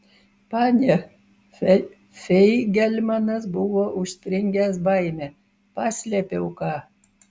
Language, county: Lithuanian, Vilnius